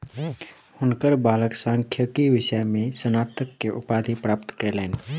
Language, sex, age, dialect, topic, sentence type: Maithili, male, 18-24, Southern/Standard, banking, statement